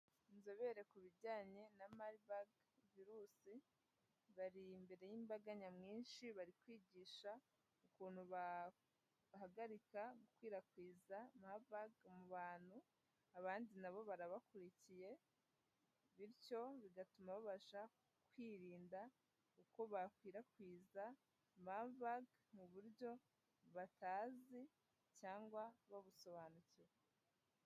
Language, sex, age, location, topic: Kinyarwanda, female, 18-24, Huye, health